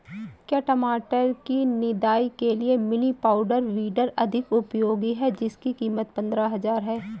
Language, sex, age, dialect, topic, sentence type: Hindi, female, 25-30, Awadhi Bundeli, agriculture, question